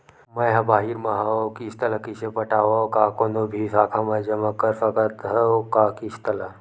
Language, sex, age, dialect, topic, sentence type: Chhattisgarhi, male, 18-24, Western/Budati/Khatahi, banking, question